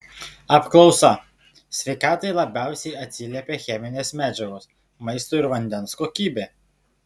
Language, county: Lithuanian, Šiauliai